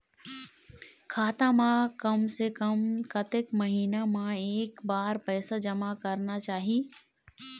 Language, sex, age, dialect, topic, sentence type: Chhattisgarhi, female, 18-24, Eastern, banking, question